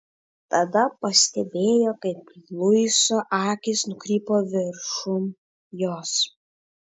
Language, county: Lithuanian, Vilnius